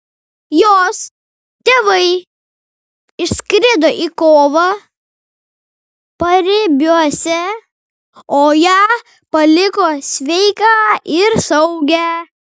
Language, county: Lithuanian, Vilnius